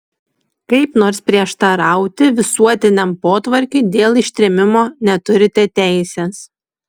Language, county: Lithuanian, Šiauliai